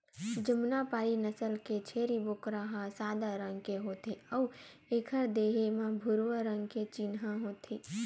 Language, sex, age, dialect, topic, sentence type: Chhattisgarhi, female, 18-24, Western/Budati/Khatahi, agriculture, statement